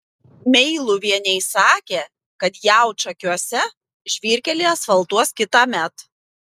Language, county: Lithuanian, Panevėžys